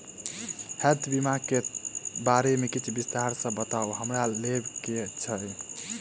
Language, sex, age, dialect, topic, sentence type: Maithili, male, 18-24, Southern/Standard, banking, question